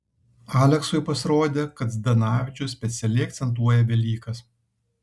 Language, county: Lithuanian, Kaunas